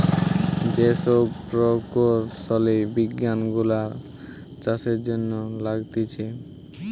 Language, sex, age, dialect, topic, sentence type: Bengali, male, 18-24, Western, agriculture, statement